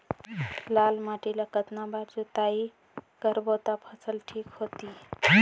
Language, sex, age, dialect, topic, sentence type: Chhattisgarhi, female, 25-30, Northern/Bhandar, agriculture, question